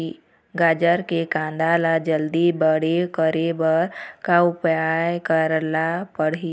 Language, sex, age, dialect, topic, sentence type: Chhattisgarhi, female, 25-30, Eastern, agriculture, question